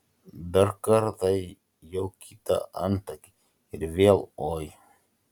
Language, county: Lithuanian, Utena